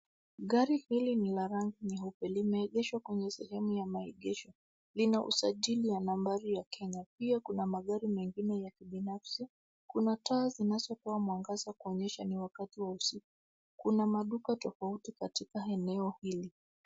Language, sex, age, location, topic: Swahili, female, 25-35, Nairobi, finance